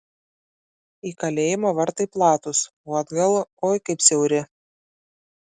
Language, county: Lithuanian, Klaipėda